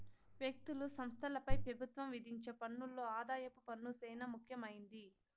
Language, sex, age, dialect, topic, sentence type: Telugu, female, 60-100, Southern, banking, statement